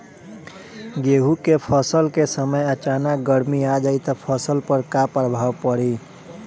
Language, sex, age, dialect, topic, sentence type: Bhojpuri, male, 18-24, Northern, agriculture, question